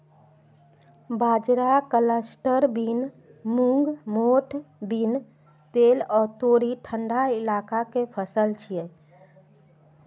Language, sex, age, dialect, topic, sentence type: Maithili, female, 31-35, Eastern / Thethi, agriculture, statement